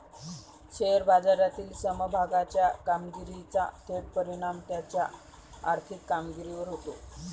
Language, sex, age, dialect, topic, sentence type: Marathi, female, 31-35, Varhadi, banking, statement